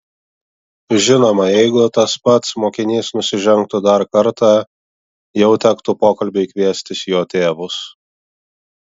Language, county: Lithuanian, Vilnius